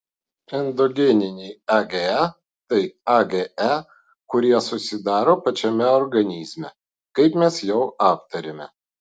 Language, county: Lithuanian, Vilnius